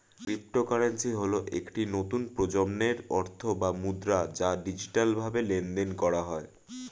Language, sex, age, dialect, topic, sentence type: Bengali, male, 18-24, Standard Colloquial, banking, statement